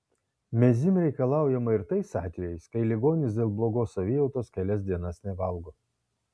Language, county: Lithuanian, Kaunas